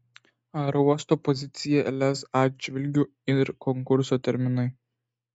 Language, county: Lithuanian, Vilnius